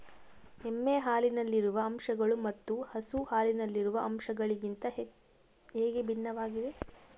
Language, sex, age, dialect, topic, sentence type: Kannada, female, 36-40, Central, agriculture, question